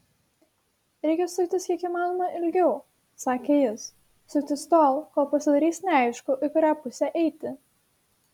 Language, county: Lithuanian, Šiauliai